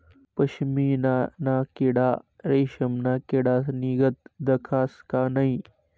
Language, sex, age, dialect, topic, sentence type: Marathi, male, 18-24, Northern Konkan, agriculture, statement